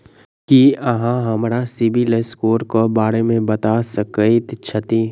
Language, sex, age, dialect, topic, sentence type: Maithili, male, 41-45, Southern/Standard, banking, statement